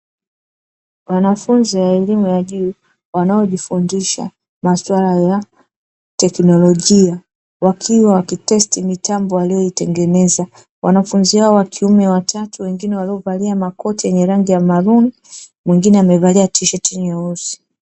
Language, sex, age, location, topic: Swahili, female, 36-49, Dar es Salaam, education